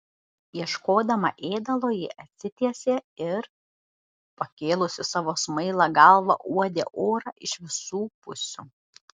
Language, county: Lithuanian, Šiauliai